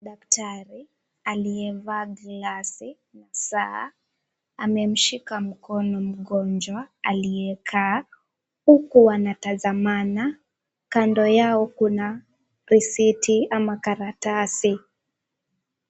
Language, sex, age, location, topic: Swahili, female, 18-24, Kisumu, health